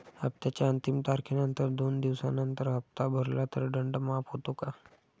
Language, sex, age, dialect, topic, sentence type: Marathi, male, 25-30, Standard Marathi, banking, question